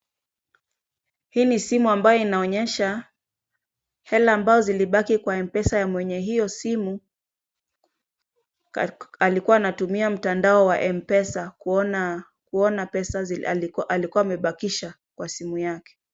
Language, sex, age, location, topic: Swahili, female, 25-35, Kisumu, finance